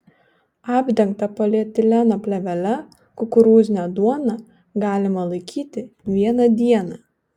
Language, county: Lithuanian, Panevėžys